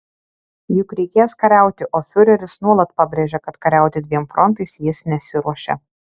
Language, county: Lithuanian, Alytus